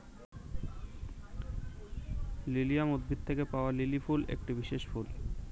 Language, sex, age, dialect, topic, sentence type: Bengali, male, 18-24, Standard Colloquial, agriculture, statement